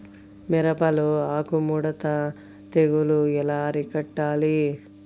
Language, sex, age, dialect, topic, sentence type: Telugu, female, 56-60, Central/Coastal, agriculture, question